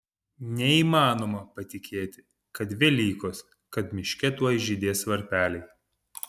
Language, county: Lithuanian, Panevėžys